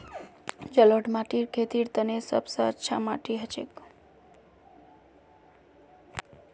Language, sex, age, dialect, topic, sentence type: Magahi, female, 31-35, Northeastern/Surjapuri, agriculture, statement